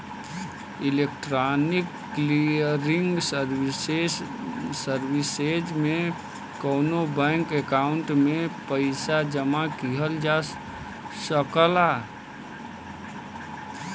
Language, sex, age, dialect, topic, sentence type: Bhojpuri, male, 31-35, Western, banking, statement